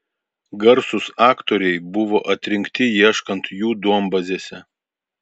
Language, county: Lithuanian, Vilnius